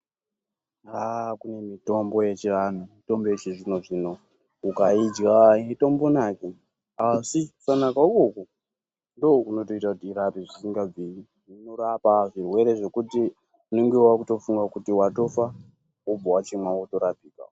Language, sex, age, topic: Ndau, male, 18-24, health